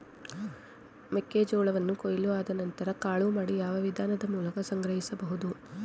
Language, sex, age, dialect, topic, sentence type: Kannada, female, 18-24, Mysore Kannada, agriculture, question